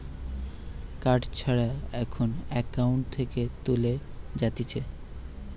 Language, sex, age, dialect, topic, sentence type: Bengali, male, 18-24, Western, banking, statement